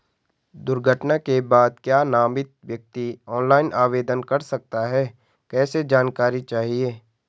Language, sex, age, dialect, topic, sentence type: Hindi, male, 18-24, Garhwali, banking, question